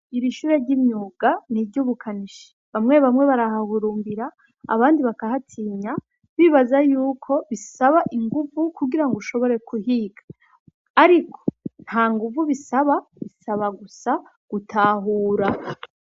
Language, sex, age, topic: Rundi, female, 25-35, education